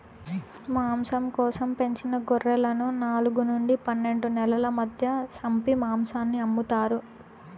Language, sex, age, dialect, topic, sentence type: Telugu, female, 18-24, Southern, agriculture, statement